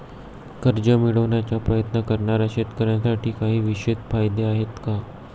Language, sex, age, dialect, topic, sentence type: Marathi, male, 25-30, Standard Marathi, agriculture, statement